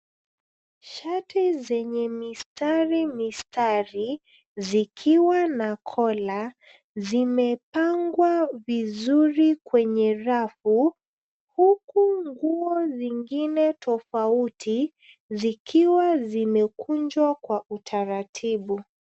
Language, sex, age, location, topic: Swahili, female, 25-35, Nairobi, finance